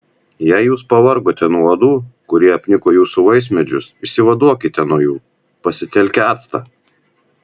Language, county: Lithuanian, Vilnius